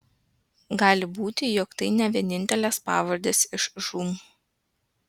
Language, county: Lithuanian, Klaipėda